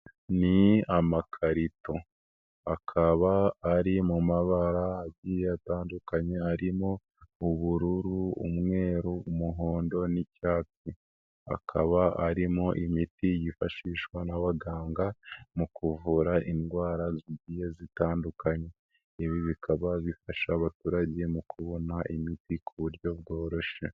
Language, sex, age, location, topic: Kinyarwanda, female, 18-24, Nyagatare, health